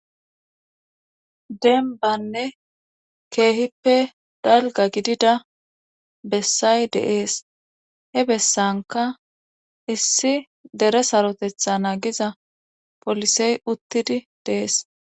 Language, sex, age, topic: Gamo, female, 25-35, government